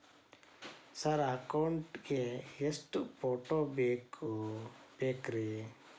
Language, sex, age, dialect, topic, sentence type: Kannada, male, 31-35, Dharwad Kannada, banking, question